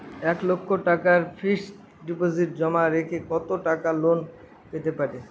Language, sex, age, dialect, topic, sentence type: Bengali, male, 25-30, Northern/Varendri, banking, question